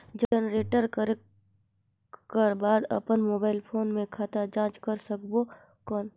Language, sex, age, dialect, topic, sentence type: Chhattisgarhi, female, 25-30, Northern/Bhandar, banking, question